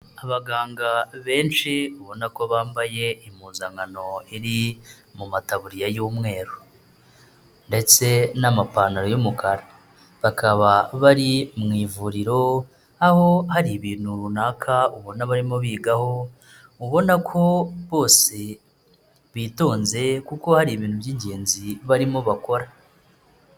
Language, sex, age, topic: Kinyarwanda, male, 25-35, health